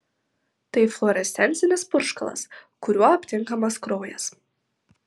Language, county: Lithuanian, Vilnius